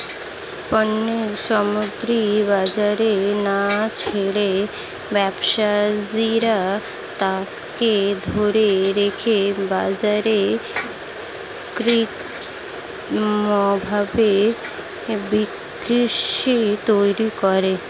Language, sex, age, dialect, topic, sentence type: Bengali, female, 60-100, Standard Colloquial, banking, statement